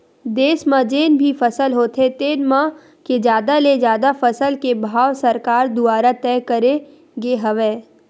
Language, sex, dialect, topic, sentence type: Chhattisgarhi, female, Western/Budati/Khatahi, agriculture, statement